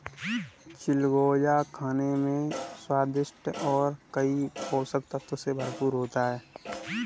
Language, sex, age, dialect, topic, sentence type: Hindi, male, 18-24, Kanauji Braj Bhasha, agriculture, statement